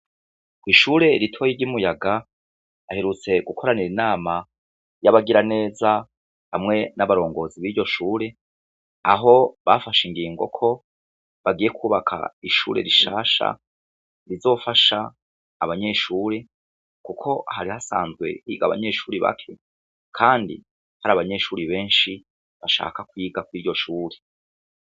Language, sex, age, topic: Rundi, male, 36-49, education